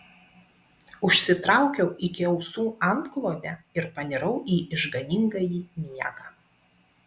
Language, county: Lithuanian, Vilnius